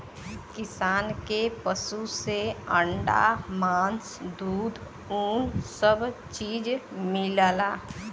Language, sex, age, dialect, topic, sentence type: Bhojpuri, female, 31-35, Western, agriculture, statement